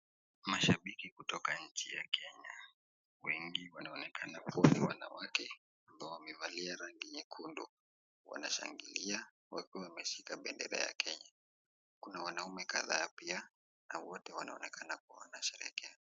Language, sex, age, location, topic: Swahili, male, 18-24, Kisii, government